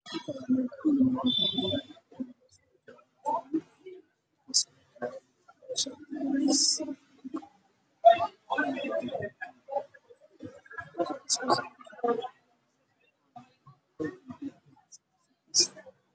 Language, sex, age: Somali, male, 25-35